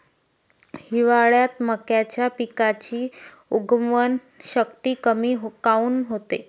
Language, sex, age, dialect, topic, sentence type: Marathi, female, 25-30, Varhadi, agriculture, question